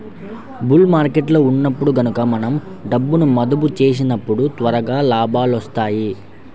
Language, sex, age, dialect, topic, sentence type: Telugu, male, 51-55, Central/Coastal, banking, statement